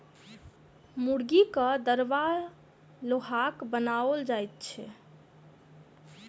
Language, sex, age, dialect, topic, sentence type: Maithili, female, 25-30, Southern/Standard, agriculture, statement